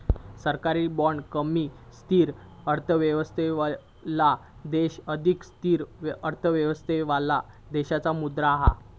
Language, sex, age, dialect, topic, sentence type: Marathi, male, 18-24, Southern Konkan, banking, statement